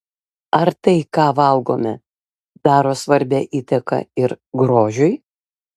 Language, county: Lithuanian, Vilnius